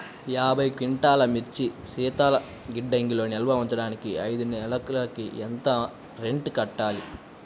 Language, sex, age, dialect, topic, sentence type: Telugu, male, 18-24, Central/Coastal, agriculture, question